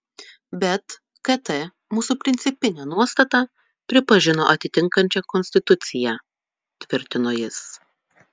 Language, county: Lithuanian, Utena